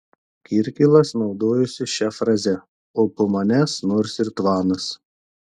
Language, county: Lithuanian, Telšiai